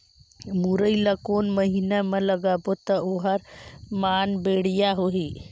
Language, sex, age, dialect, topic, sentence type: Chhattisgarhi, female, 18-24, Northern/Bhandar, agriculture, question